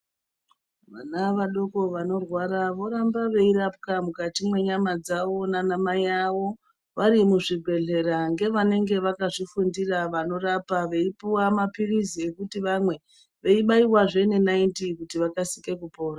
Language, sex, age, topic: Ndau, female, 36-49, health